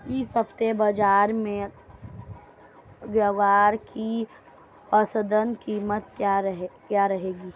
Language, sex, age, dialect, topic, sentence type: Hindi, female, 25-30, Marwari Dhudhari, agriculture, question